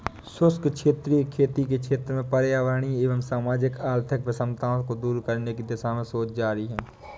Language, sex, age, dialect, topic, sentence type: Hindi, male, 18-24, Awadhi Bundeli, agriculture, statement